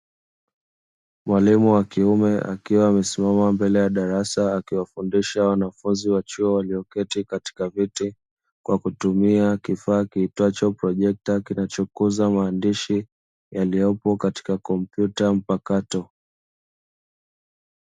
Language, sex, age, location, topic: Swahili, male, 25-35, Dar es Salaam, education